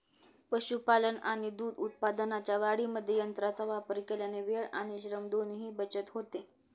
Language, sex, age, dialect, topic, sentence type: Marathi, female, 18-24, Standard Marathi, agriculture, statement